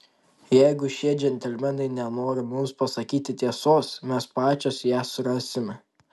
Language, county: Lithuanian, Tauragė